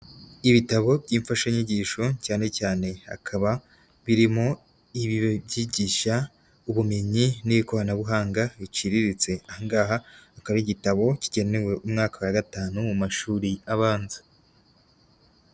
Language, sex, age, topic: Kinyarwanda, female, 18-24, education